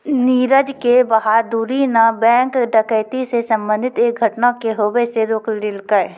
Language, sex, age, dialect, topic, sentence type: Maithili, female, 31-35, Angika, banking, statement